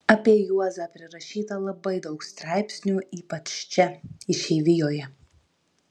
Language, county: Lithuanian, Kaunas